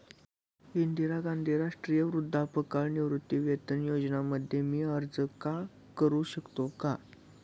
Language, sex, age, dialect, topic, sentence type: Marathi, male, 18-24, Standard Marathi, banking, question